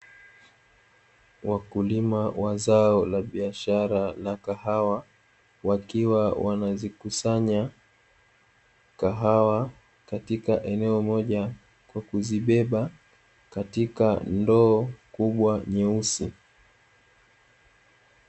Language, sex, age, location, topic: Swahili, male, 18-24, Dar es Salaam, agriculture